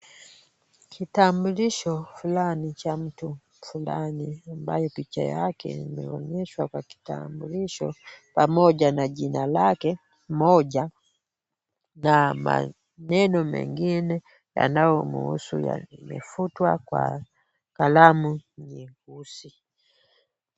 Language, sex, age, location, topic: Swahili, female, 25-35, Kisumu, government